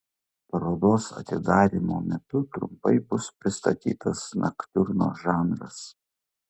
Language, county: Lithuanian, Klaipėda